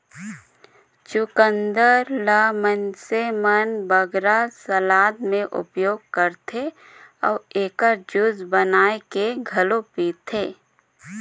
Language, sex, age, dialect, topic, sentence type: Chhattisgarhi, female, 31-35, Northern/Bhandar, agriculture, statement